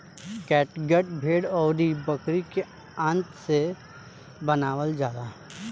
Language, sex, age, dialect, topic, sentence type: Bhojpuri, male, 18-24, Southern / Standard, agriculture, statement